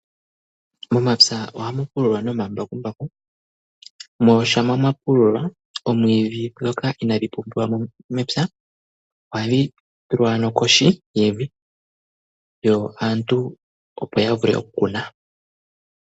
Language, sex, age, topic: Oshiwambo, male, 18-24, agriculture